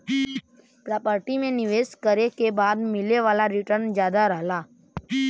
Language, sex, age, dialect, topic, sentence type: Bhojpuri, male, 18-24, Western, banking, statement